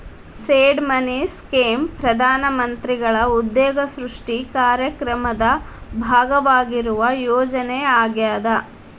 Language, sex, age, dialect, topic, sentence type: Kannada, female, 36-40, Dharwad Kannada, banking, statement